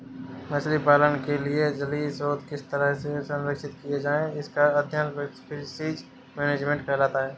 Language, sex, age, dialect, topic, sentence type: Hindi, male, 60-100, Awadhi Bundeli, agriculture, statement